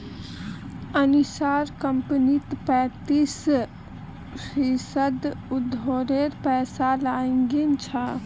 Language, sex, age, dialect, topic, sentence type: Magahi, female, 18-24, Northeastern/Surjapuri, banking, statement